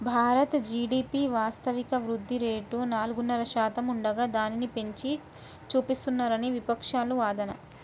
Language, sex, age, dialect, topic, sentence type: Telugu, female, 18-24, Central/Coastal, banking, statement